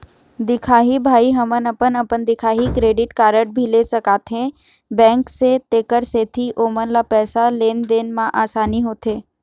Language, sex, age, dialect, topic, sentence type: Chhattisgarhi, female, 36-40, Eastern, banking, question